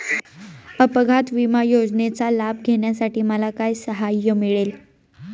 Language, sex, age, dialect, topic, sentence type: Marathi, female, 25-30, Northern Konkan, banking, question